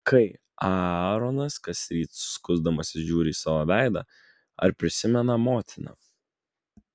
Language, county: Lithuanian, Vilnius